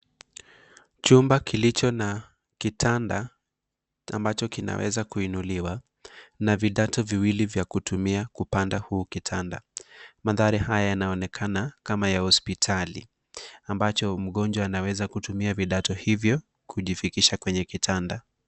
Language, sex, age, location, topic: Swahili, male, 25-35, Nairobi, health